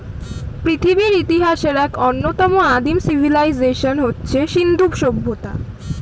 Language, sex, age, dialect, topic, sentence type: Bengali, female, <18, Standard Colloquial, agriculture, statement